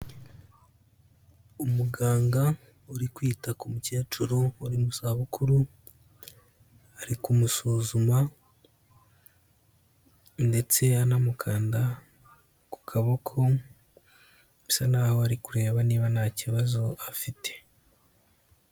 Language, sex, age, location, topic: Kinyarwanda, male, 18-24, Kigali, health